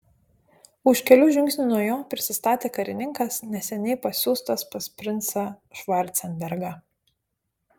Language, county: Lithuanian, Panevėžys